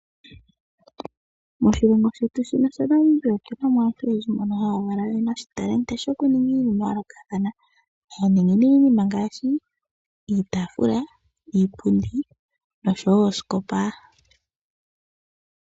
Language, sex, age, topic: Oshiwambo, female, 18-24, finance